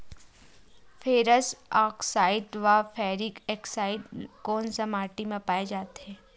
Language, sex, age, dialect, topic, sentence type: Chhattisgarhi, female, 51-55, Western/Budati/Khatahi, agriculture, question